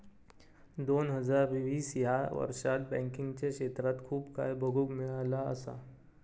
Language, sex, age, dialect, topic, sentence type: Marathi, male, 25-30, Southern Konkan, banking, statement